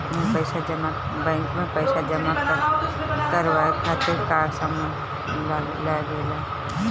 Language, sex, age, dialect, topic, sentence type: Bhojpuri, female, 25-30, Northern, banking, question